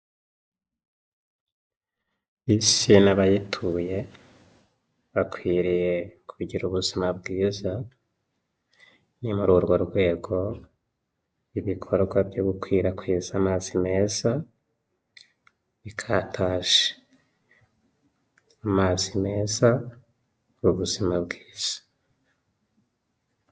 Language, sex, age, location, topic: Kinyarwanda, male, 25-35, Huye, health